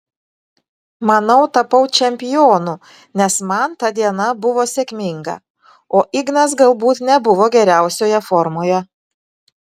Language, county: Lithuanian, Vilnius